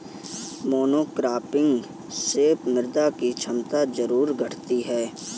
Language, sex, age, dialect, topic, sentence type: Hindi, male, 18-24, Kanauji Braj Bhasha, agriculture, statement